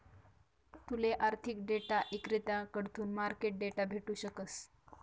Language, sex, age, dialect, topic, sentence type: Marathi, female, 18-24, Northern Konkan, banking, statement